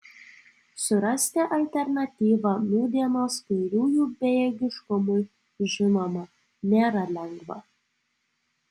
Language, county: Lithuanian, Alytus